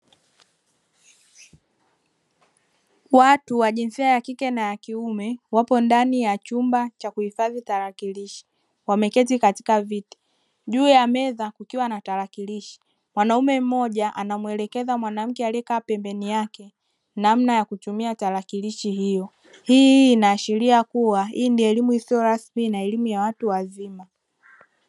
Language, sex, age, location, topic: Swahili, female, 25-35, Dar es Salaam, education